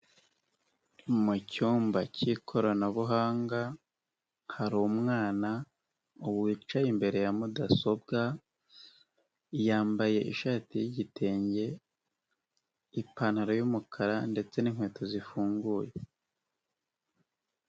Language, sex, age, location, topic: Kinyarwanda, male, 18-24, Nyagatare, health